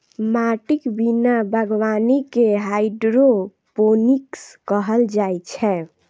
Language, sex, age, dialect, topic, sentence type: Maithili, female, 25-30, Eastern / Thethi, agriculture, statement